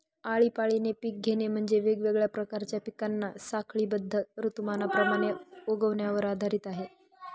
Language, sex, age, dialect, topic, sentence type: Marathi, male, 18-24, Northern Konkan, agriculture, statement